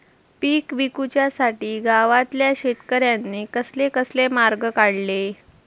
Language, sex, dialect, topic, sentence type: Marathi, female, Southern Konkan, agriculture, question